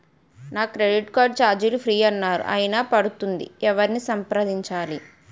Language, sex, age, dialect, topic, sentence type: Telugu, female, 18-24, Utterandhra, banking, question